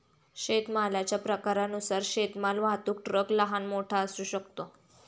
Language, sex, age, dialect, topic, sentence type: Marathi, female, 31-35, Standard Marathi, agriculture, statement